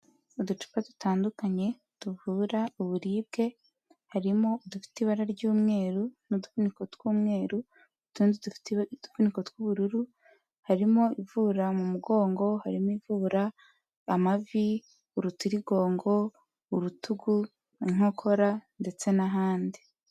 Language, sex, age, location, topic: Kinyarwanda, female, 18-24, Huye, health